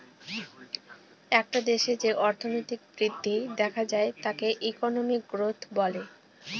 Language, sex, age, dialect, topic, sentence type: Bengali, female, 18-24, Northern/Varendri, banking, statement